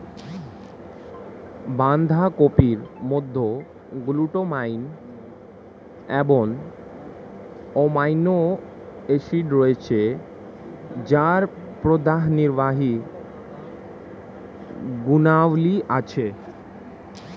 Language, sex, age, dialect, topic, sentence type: Bengali, male, 18-24, Standard Colloquial, agriculture, statement